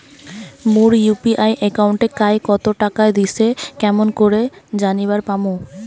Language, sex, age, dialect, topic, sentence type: Bengali, female, 18-24, Rajbangshi, banking, question